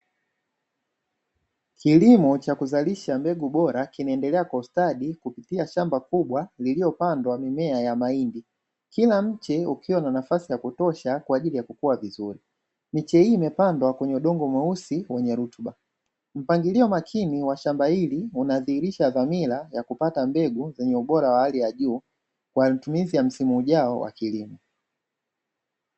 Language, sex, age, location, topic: Swahili, male, 25-35, Dar es Salaam, agriculture